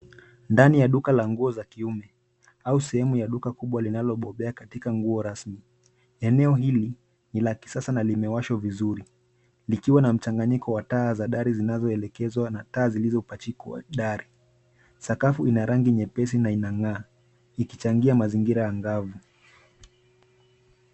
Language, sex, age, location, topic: Swahili, male, 25-35, Nairobi, finance